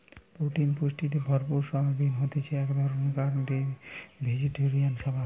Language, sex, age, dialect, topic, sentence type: Bengali, male, 25-30, Western, agriculture, statement